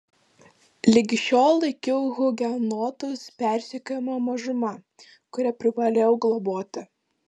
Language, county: Lithuanian, Panevėžys